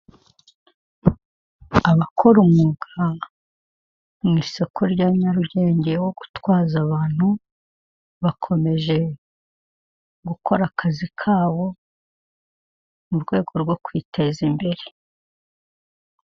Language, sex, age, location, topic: Kinyarwanda, female, 50+, Kigali, finance